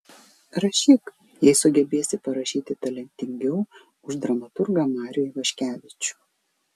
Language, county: Lithuanian, Vilnius